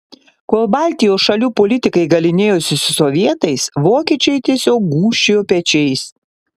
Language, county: Lithuanian, Panevėžys